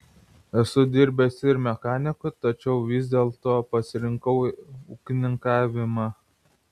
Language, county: Lithuanian, Vilnius